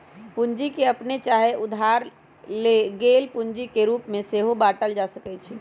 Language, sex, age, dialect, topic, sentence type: Magahi, male, 18-24, Western, banking, statement